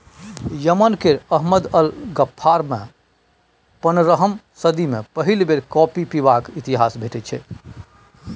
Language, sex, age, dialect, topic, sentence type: Maithili, male, 51-55, Bajjika, agriculture, statement